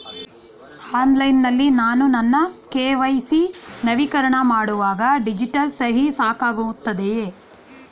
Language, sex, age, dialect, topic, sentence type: Kannada, female, 41-45, Mysore Kannada, banking, question